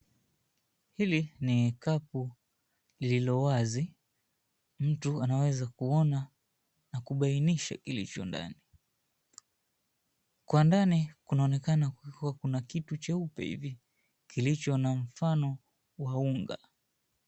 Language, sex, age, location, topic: Swahili, male, 25-35, Mombasa, agriculture